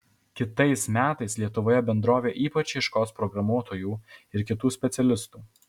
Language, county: Lithuanian, Alytus